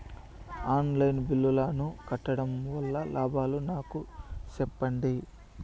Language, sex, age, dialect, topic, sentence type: Telugu, male, 25-30, Southern, banking, question